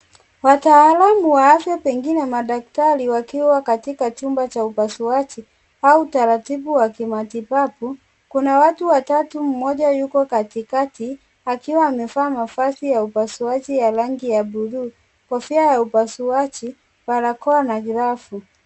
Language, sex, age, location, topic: Swahili, female, 18-24, Kisii, health